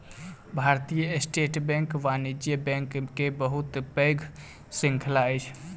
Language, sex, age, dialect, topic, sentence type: Maithili, male, 18-24, Southern/Standard, banking, statement